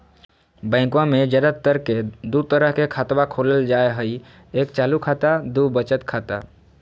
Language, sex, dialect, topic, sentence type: Magahi, female, Southern, banking, question